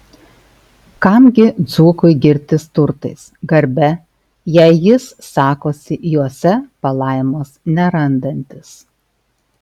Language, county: Lithuanian, Alytus